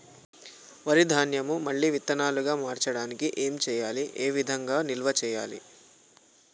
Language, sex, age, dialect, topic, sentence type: Telugu, male, 18-24, Telangana, agriculture, question